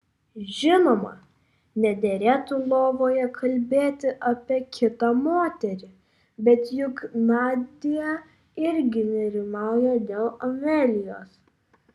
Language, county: Lithuanian, Vilnius